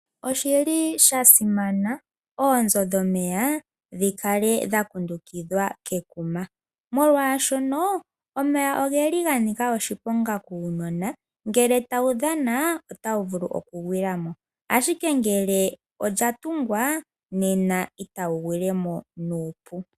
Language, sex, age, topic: Oshiwambo, female, 18-24, agriculture